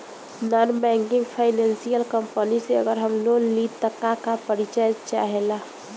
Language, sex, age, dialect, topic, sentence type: Bhojpuri, female, 18-24, Northern, banking, question